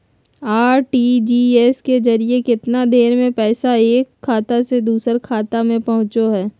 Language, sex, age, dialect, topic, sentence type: Magahi, female, 25-30, Southern, banking, question